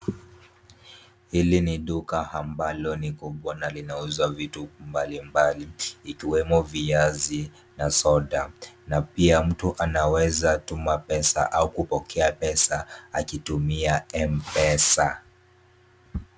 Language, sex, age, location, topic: Swahili, male, 18-24, Kisumu, finance